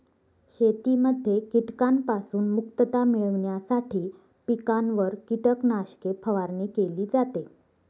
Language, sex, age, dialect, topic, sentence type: Marathi, female, 25-30, Northern Konkan, agriculture, statement